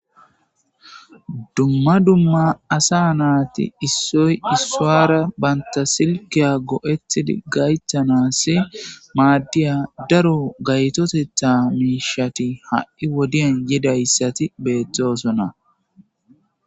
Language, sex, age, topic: Gamo, female, 18-24, government